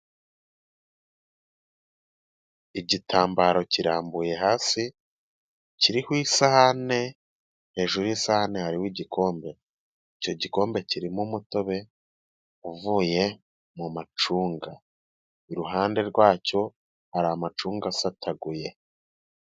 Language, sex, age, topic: Kinyarwanda, male, 18-24, health